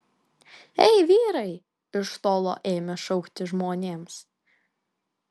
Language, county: Lithuanian, Kaunas